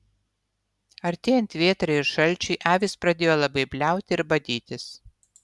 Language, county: Lithuanian, Utena